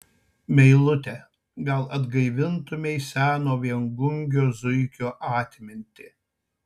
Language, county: Lithuanian, Tauragė